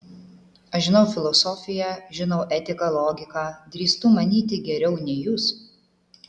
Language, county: Lithuanian, Klaipėda